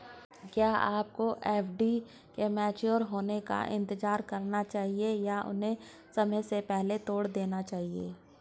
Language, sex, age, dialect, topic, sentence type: Hindi, male, 46-50, Hindustani Malvi Khadi Boli, banking, question